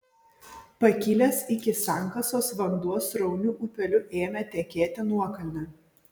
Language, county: Lithuanian, Vilnius